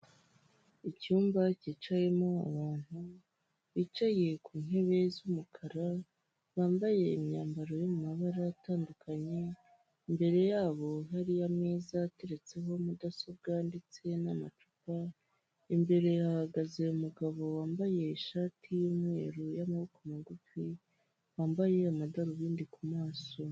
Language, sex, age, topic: Kinyarwanda, female, 25-35, government